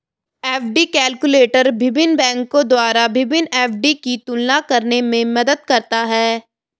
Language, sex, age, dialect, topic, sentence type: Hindi, female, 18-24, Garhwali, banking, statement